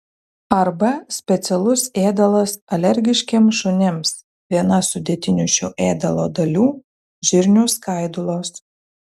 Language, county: Lithuanian, Telšiai